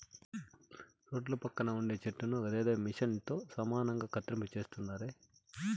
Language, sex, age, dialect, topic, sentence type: Telugu, male, 41-45, Southern, agriculture, statement